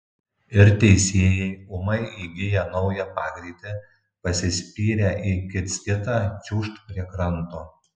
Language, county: Lithuanian, Tauragė